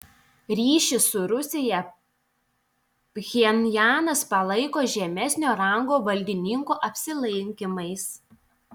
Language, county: Lithuanian, Telšiai